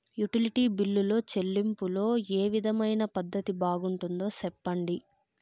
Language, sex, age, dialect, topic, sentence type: Telugu, female, 46-50, Southern, banking, question